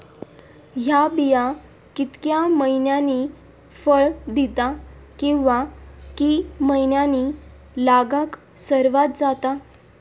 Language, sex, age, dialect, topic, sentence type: Marathi, female, 18-24, Southern Konkan, agriculture, question